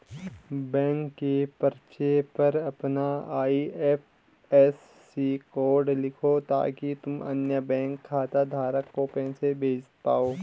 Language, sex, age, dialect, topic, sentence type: Hindi, male, 25-30, Garhwali, banking, statement